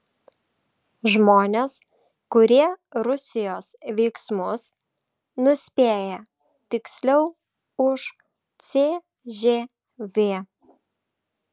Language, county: Lithuanian, Šiauliai